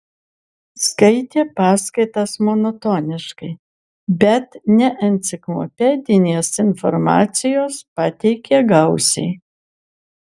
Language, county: Lithuanian, Kaunas